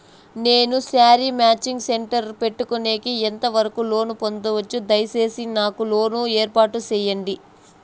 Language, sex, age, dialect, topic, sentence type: Telugu, female, 18-24, Southern, banking, question